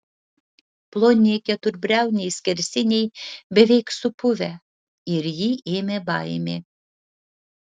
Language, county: Lithuanian, Utena